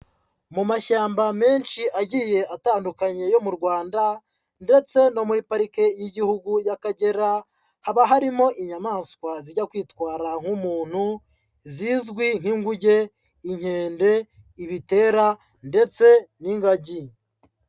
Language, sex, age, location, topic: Kinyarwanda, male, 25-35, Huye, agriculture